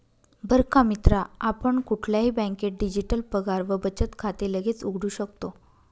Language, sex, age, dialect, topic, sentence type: Marathi, female, 31-35, Northern Konkan, banking, statement